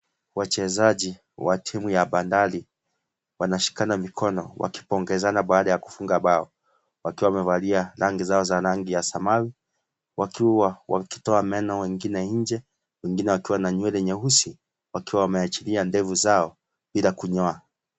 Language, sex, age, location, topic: Swahili, male, 25-35, Kisii, government